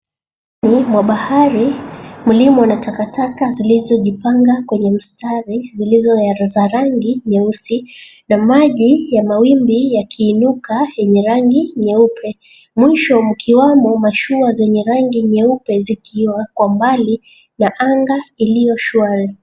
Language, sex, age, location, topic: Swahili, female, 25-35, Mombasa, government